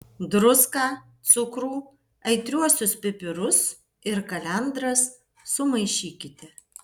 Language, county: Lithuanian, Vilnius